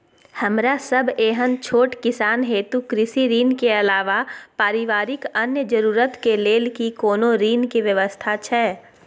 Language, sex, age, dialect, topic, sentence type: Maithili, female, 18-24, Bajjika, agriculture, question